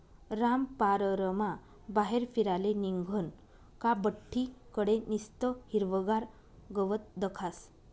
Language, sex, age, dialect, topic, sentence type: Marathi, female, 31-35, Northern Konkan, agriculture, statement